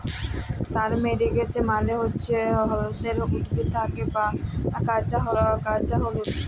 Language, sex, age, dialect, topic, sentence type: Bengali, female, 18-24, Jharkhandi, agriculture, statement